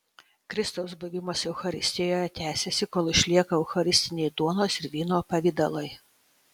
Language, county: Lithuanian, Utena